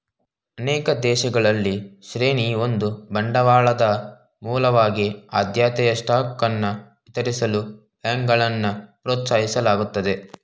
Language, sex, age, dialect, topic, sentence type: Kannada, male, 18-24, Mysore Kannada, banking, statement